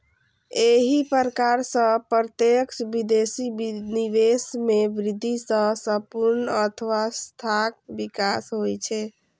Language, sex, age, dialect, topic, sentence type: Maithili, female, 25-30, Eastern / Thethi, banking, statement